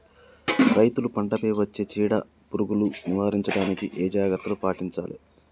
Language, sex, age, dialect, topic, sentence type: Telugu, male, 31-35, Telangana, agriculture, question